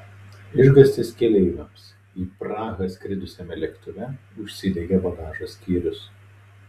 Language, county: Lithuanian, Telšiai